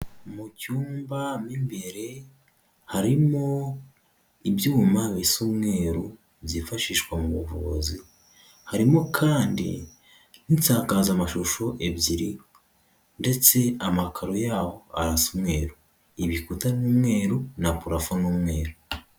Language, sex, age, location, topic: Kinyarwanda, male, 18-24, Huye, health